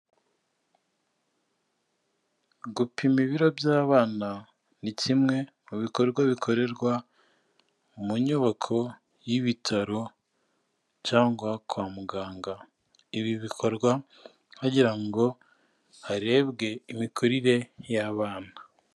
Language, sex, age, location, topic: Kinyarwanda, male, 25-35, Kigali, health